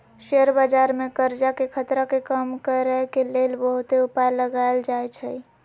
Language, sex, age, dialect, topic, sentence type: Magahi, female, 56-60, Western, banking, statement